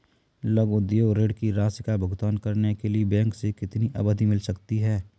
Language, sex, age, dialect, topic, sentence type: Hindi, male, 25-30, Kanauji Braj Bhasha, banking, question